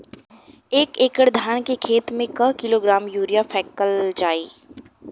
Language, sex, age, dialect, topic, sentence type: Bhojpuri, female, 18-24, Western, agriculture, question